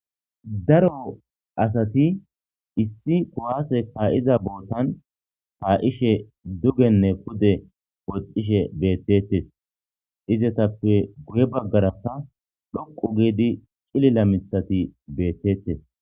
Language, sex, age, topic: Gamo, male, 25-35, government